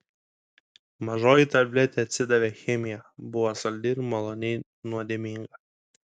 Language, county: Lithuanian, Kaunas